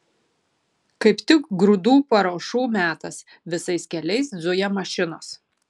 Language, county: Lithuanian, Šiauliai